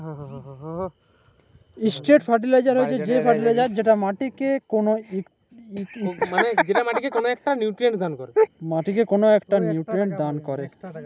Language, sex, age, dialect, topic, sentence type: Bengali, male, 25-30, Jharkhandi, agriculture, statement